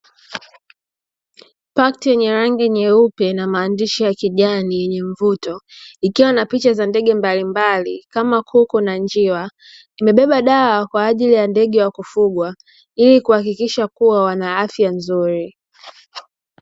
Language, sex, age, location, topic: Swahili, female, 25-35, Dar es Salaam, agriculture